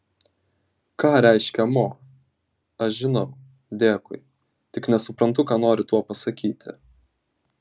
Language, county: Lithuanian, Vilnius